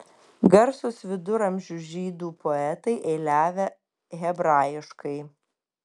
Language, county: Lithuanian, Kaunas